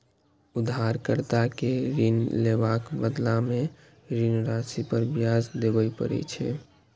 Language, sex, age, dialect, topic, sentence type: Maithili, male, 18-24, Eastern / Thethi, banking, statement